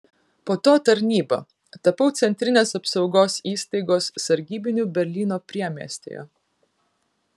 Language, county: Lithuanian, Kaunas